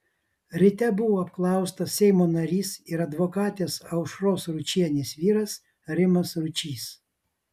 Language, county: Lithuanian, Vilnius